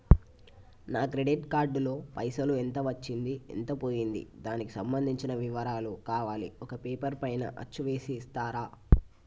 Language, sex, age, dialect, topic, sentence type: Telugu, male, 18-24, Telangana, banking, question